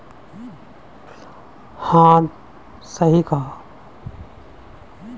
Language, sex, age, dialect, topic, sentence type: Hindi, female, 31-35, Hindustani Malvi Khadi Boli, banking, statement